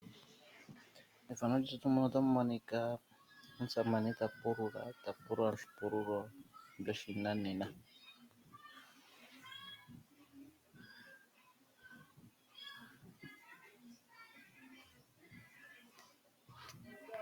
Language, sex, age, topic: Oshiwambo, male, 36-49, agriculture